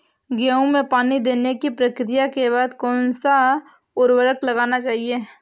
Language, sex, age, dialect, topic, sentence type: Hindi, female, 18-24, Awadhi Bundeli, agriculture, question